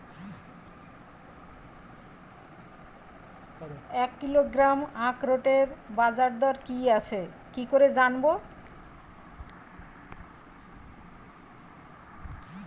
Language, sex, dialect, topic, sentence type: Bengali, female, Standard Colloquial, agriculture, question